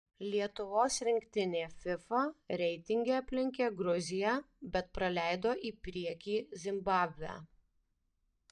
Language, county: Lithuanian, Alytus